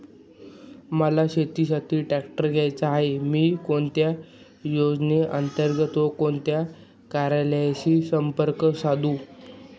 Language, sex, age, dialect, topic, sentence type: Marathi, male, 18-24, Northern Konkan, agriculture, question